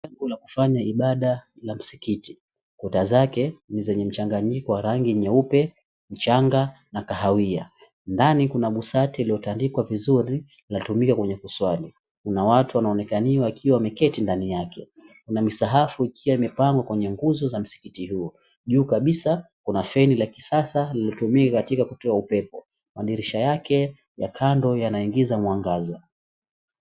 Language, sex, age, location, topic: Swahili, male, 18-24, Mombasa, government